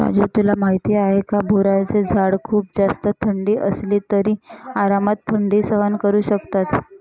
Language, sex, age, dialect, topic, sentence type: Marathi, female, 31-35, Northern Konkan, agriculture, statement